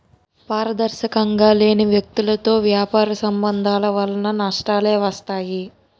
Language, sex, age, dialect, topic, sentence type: Telugu, male, 60-100, Utterandhra, banking, statement